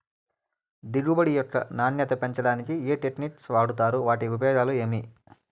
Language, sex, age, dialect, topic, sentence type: Telugu, male, 18-24, Southern, agriculture, question